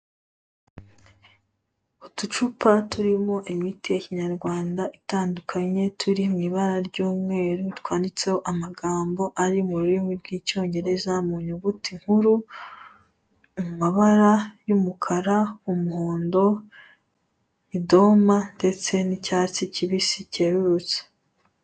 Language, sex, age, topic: Kinyarwanda, female, 18-24, health